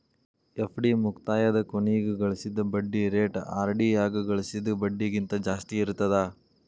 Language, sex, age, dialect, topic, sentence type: Kannada, male, 18-24, Dharwad Kannada, banking, statement